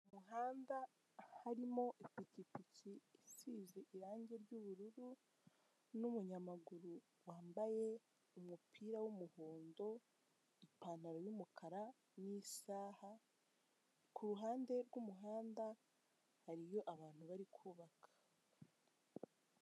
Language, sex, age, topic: Kinyarwanda, female, 18-24, government